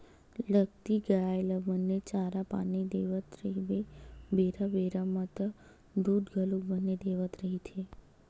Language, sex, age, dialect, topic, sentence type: Chhattisgarhi, female, 18-24, Western/Budati/Khatahi, agriculture, statement